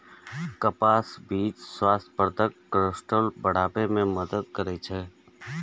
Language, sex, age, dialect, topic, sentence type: Maithili, male, 36-40, Eastern / Thethi, agriculture, statement